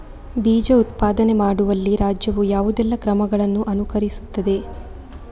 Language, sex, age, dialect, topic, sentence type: Kannada, female, 25-30, Coastal/Dakshin, agriculture, question